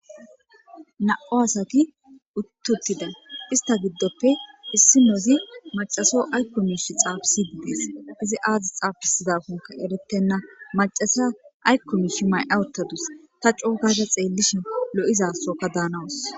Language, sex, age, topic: Gamo, female, 25-35, government